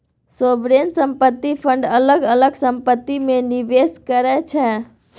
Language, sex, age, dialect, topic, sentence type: Maithili, female, 18-24, Bajjika, banking, statement